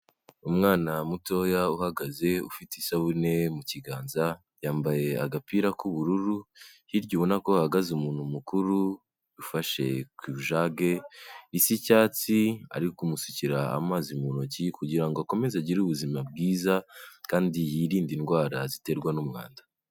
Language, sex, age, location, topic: Kinyarwanda, male, 18-24, Kigali, health